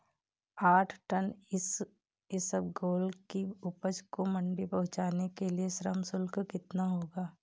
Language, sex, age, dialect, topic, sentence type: Hindi, female, 18-24, Marwari Dhudhari, agriculture, question